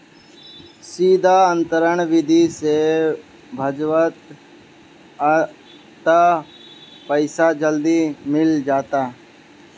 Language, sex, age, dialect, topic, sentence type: Bhojpuri, male, 18-24, Northern, banking, statement